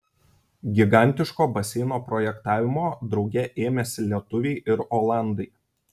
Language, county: Lithuanian, Šiauliai